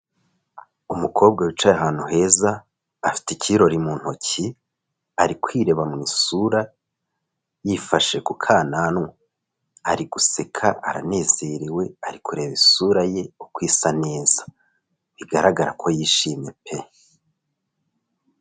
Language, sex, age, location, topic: Kinyarwanda, male, 25-35, Kigali, health